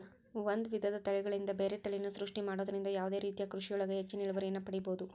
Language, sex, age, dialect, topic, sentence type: Kannada, female, 18-24, Dharwad Kannada, agriculture, statement